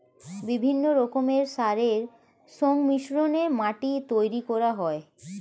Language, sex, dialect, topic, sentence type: Bengali, female, Standard Colloquial, agriculture, statement